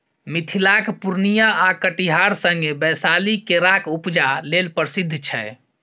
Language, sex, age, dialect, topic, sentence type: Maithili, female, 18-24, Bajjika, agriculture, statement